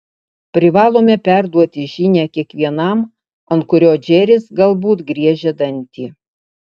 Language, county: Lithuanian, Utena